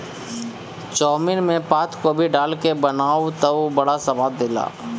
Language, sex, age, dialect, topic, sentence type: Bhojpuri, male, 25-30, Northern, agriculture, statement